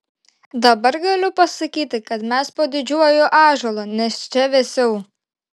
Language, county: Lithuanian, Šiauliai